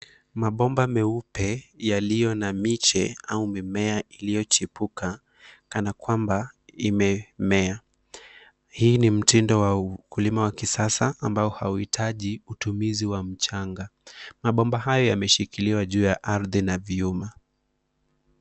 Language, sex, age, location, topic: Swahili, male, 25-35, Nairobi, agriculture